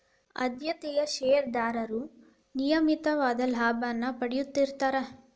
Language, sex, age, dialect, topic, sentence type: Kannada, female, 18-24, Dharwad Kannada, banking, statement